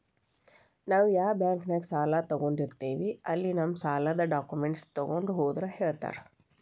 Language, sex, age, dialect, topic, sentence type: Kannada, female, 36-40, Dharwad Kannada, banking, statement